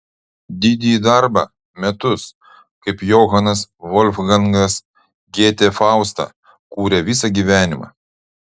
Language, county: Lithuanian, Utena